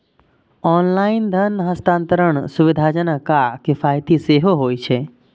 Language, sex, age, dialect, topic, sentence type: Maithili, male, 25-30, Eastern / Thethi, banking, statement